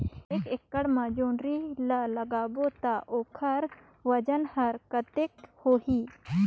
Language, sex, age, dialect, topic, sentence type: Chhattisgarhi, female, 25-30, Northern/Bhandar, agriculture, question